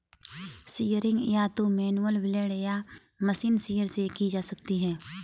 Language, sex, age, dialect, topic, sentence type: Hindi, female, 18-24, Kanauji Braj Bhasha, agriculture, statement